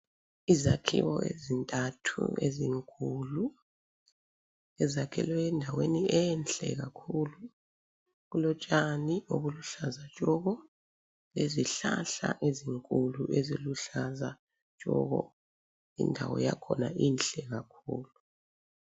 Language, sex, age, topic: North Ndebele, female, 36-49, education